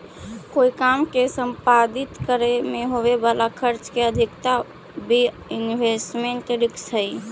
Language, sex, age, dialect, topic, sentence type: Magahi, female, 46-50, Central/Standard, agriculture, statement